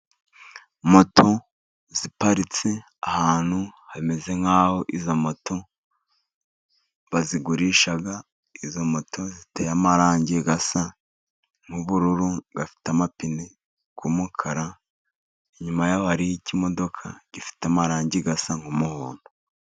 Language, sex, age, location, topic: Kinyarwanda, male, 36-49, Musanze, government